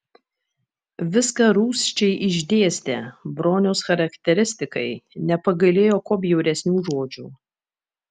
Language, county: Lithuanian, Vilnius